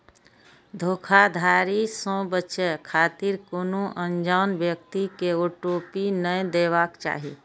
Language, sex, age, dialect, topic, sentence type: Maithili, female, 41-45, Eastern / Thethi, banking, statement